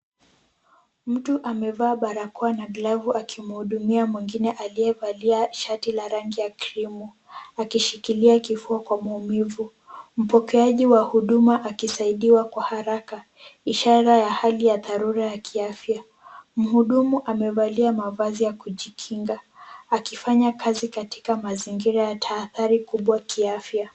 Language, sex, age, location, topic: Swahili, female, 18-24, Kisumu, health